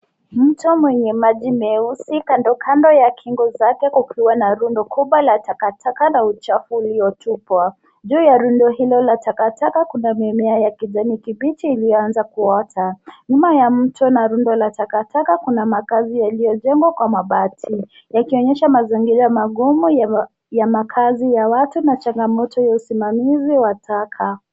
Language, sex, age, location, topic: Swahili, female, 18-24, Nairobi, government